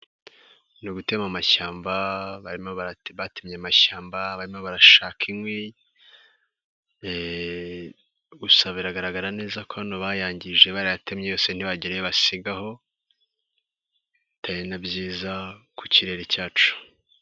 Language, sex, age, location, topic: Kinyarwanda, male, 18-24, Nyagatare, agriculture